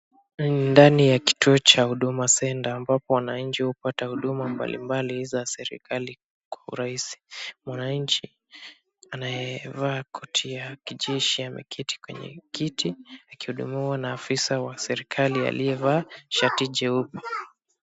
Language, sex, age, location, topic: Swahili, male, 25-35, Kisumu, government